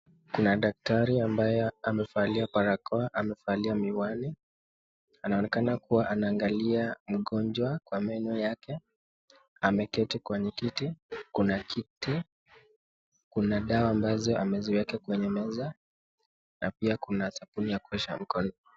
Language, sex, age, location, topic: Swahili, male, 18-24, Nakuru, health